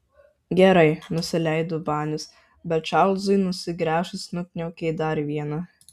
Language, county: Lithuanian, Marijampolė